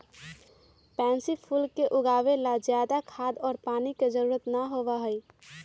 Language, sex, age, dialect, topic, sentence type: Magahi, female, 36-40, Western, agriculture, statement